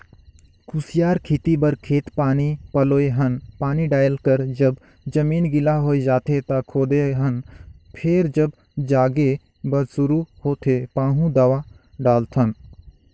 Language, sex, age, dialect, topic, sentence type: Chhattisgarhi, male, 18-24, Northern/Bhandar, banking, statement